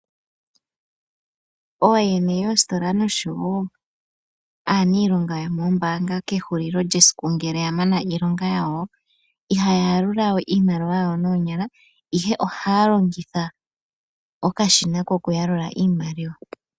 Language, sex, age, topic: Oshiwambo, female, 18-24, finance